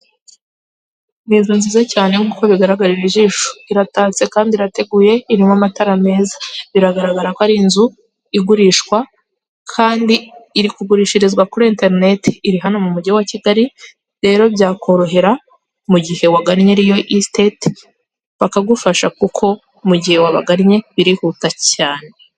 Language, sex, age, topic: Kinyarwanda, female, 18-24, finance